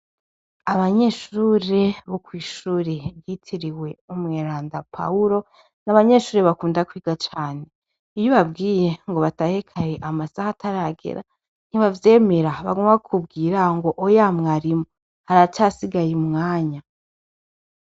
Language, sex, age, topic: Rundi, female, 25-35, education